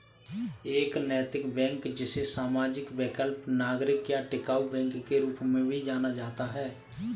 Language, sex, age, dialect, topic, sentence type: Hindi, male, 25-30, Kanauji Braj Bhasha, banking, statement